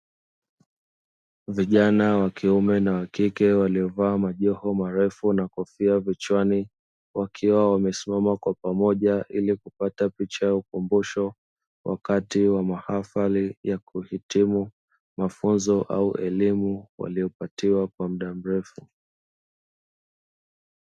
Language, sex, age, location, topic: Swahili, male, 25-35, Dar es Salaam, education